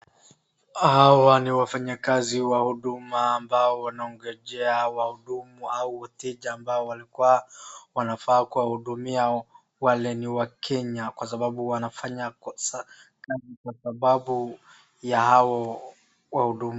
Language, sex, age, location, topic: Swahili, female, 36-49, Wajir, government